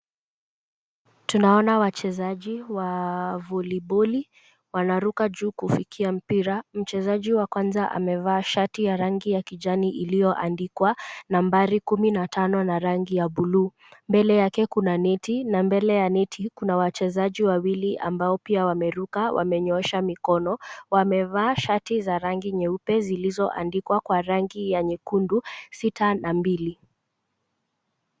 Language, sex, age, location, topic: Swahili, female, 18-24, Kisumu, government